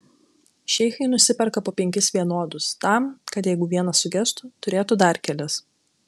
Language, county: Lithuanian, Klaipėda